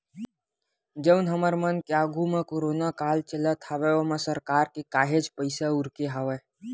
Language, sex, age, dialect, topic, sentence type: Chhattisgarhi, male, 25-30, Western/Budati/Khatahi, banking, statement